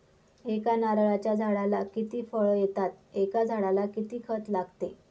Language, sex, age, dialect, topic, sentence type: Marathi, female, 25-30, Northern Konkan, agriculture, question